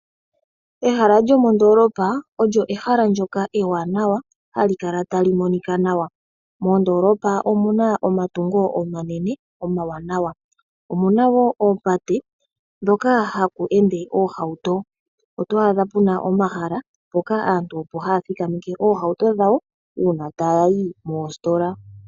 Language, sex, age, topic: Oshiwambo, male, 18-24, agriculture